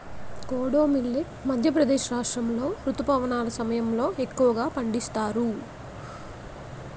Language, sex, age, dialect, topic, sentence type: Telugu, female, 18-24, Utterandhra, agriculture, statement